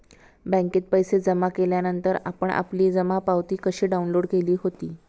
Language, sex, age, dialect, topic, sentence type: Marathi, female, 56-60, Standard Marathi, banking, statement